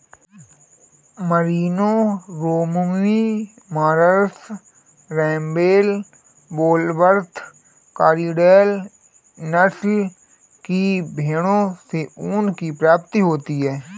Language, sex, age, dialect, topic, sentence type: Hindi, male, 25-30, Marwari Dhudhari, agriculture, statement